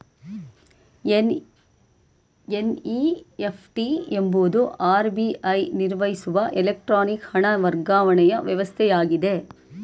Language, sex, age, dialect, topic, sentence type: Kannada, female, 18-24, Mysore Kannada, banking, statement